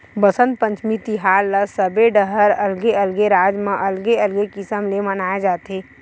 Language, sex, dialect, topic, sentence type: Chhattisgarhi, female, Western/Budati/Khatahi, agriculture, statement